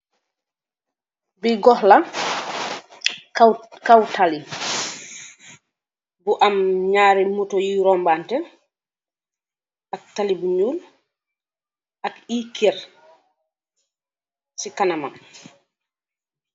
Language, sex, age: Wolof, female, 25-35